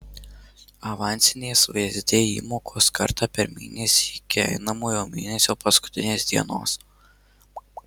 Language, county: Lithuanian, Marijampolė